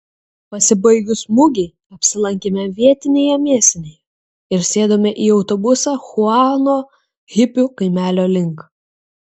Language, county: Lithuanian, Kaunas